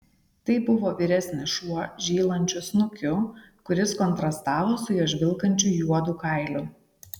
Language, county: Lithuanian, Šiauliai